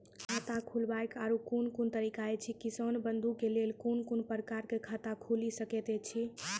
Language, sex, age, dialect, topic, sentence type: Maithili, female, 18-24, Angika, banking, question